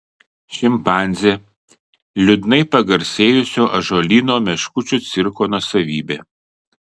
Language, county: Lithuanian, Kaunas